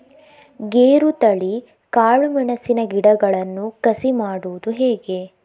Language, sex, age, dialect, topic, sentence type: Kannada, female, 25-30, Coastal/Dakshin, agriculture, question